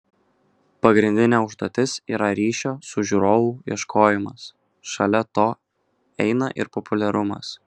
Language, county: Lithuanian, Kaunas